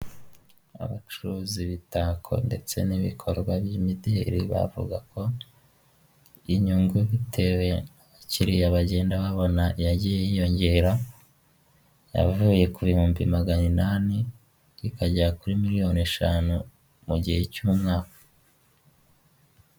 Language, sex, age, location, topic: Kinyarwanda, male, 18-24, Huye, finance